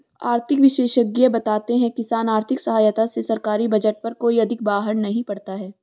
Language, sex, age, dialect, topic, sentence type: Hindi, female, 18-24, Marwari Dhudhari, agriculture, statement